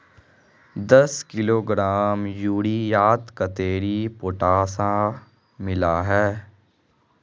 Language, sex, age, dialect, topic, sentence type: Magahi, male, 18-24, Northeastern/Surjapuri, agriculture, question